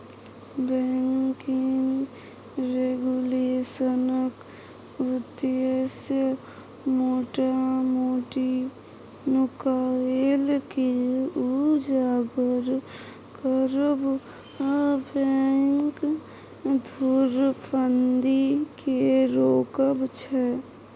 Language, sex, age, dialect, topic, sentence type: Maithili, female, 60-100, Bajjika, banking, statement